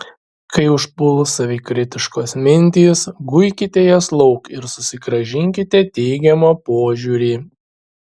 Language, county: Lithuanian, Šiauliai